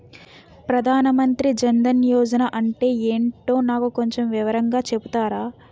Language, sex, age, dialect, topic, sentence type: Telugu, female, 18-24, Utterandhra, banking, question